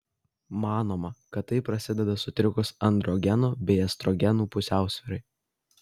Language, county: Lithuanian, Kaunas